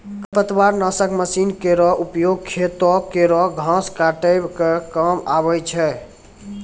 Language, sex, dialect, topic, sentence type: Maithili, male, Angika, agriculture, statement